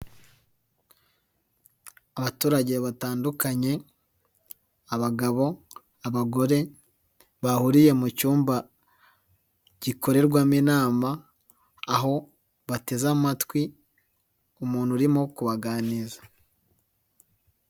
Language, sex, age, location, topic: Kinyarwanda, male, 18-24, Nyagatare, government